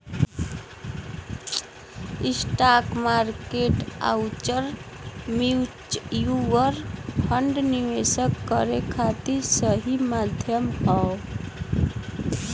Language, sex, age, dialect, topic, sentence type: Bhojpuri, female, 25-30, Western, banking, statement